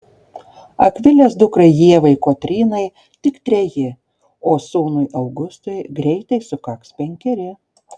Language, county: Lithuanian, Šiauliai